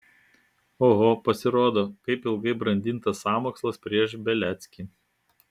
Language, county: Lithuanian, Klaipėda